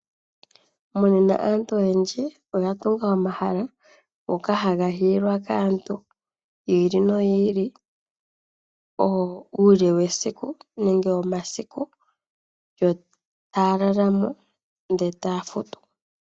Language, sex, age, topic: Oshiwambo, female, 25-35, finance